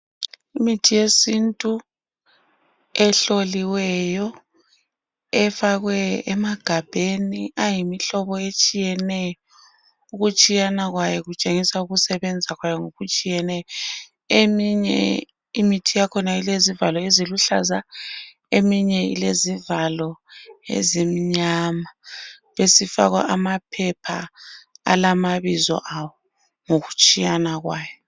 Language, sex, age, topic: North Ndebele, female, 36-49, health